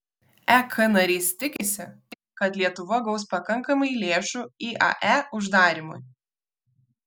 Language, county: Lithuanian, Vilnius